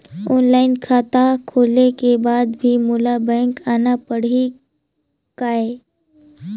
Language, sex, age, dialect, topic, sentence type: Chhattisgarhi, male, 18-24, Northern/Bhandar, banking, question